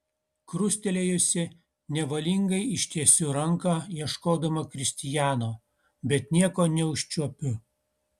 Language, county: Lithuanian, Utena